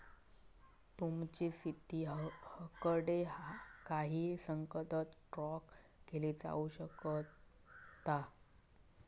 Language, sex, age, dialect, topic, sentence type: Marathi, male, 18-24, Southern Konkan, banking, statement